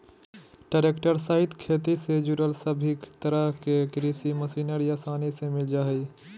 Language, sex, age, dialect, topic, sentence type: Magahi, male, 41-45, Southern, agriculture, statement